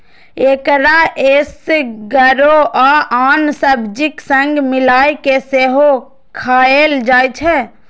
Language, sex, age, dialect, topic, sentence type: Maithili, female, 18-24, Eastern / Thethi, agriculture, statement